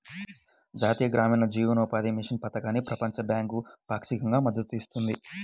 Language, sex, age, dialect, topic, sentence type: Telugu, male, 18-24, Central/Coastal, banking, statement